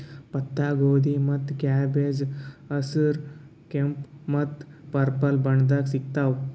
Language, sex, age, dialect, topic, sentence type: Kannada, male, 18-24, Northeastern, agriculture, statement